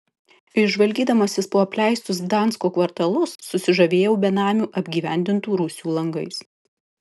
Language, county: Lithuanian, Kaunas